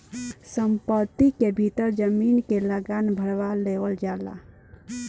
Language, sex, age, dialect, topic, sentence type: Bhojpuri, female, 18-24, Southern / Standard, banking, statement